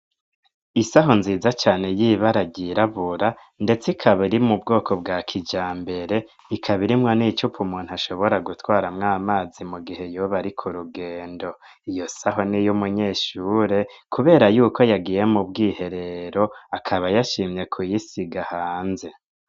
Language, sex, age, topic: Rundi, male, 25-35, education